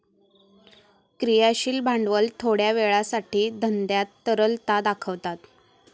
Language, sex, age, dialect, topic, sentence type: Marathi, female, 18-24, Southern Konkan, banking, statement